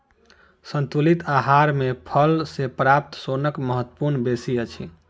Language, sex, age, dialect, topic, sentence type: Maithili, male, 25-30, Southern/Standard, agriculture, statement